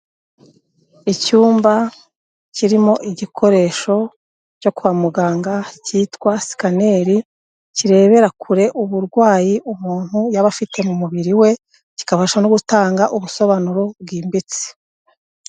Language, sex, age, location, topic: Kinyarwanda, female, 36-49, Kigali, health